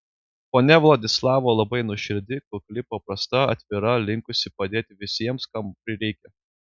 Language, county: Lithuanian, Klaipėda